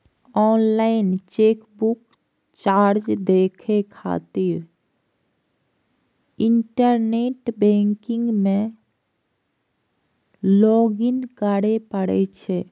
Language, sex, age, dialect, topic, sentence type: Maithili, female, 56-60, Eastern / Thethi, banking, statement